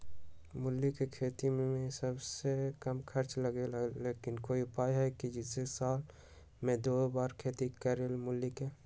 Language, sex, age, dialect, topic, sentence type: Magahi, male, 60-100, Western, agriculture, question